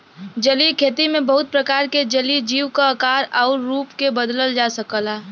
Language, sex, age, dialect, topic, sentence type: Bhojpuri, female, 18-24, Western, agriculture, statement